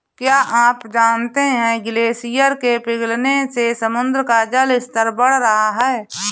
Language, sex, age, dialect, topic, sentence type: Hindi, female, 41-45, Kanauji Braj Bhasha, agriculture, statement